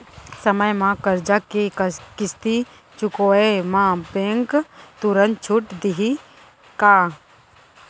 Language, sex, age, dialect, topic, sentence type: Chhattisgarhi, female, 25-30, Central, banking, question